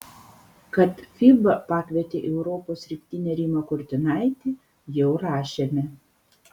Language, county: Lithuanian, Panevėžys